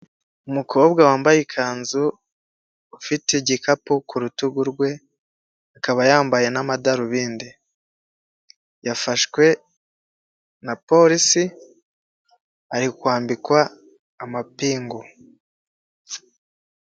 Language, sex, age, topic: Kinyarwanda, male, 18-24, government